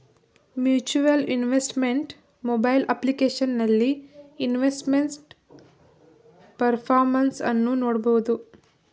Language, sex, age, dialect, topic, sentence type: Kannada, female, 18-24, Mysore Kannada, banking, statement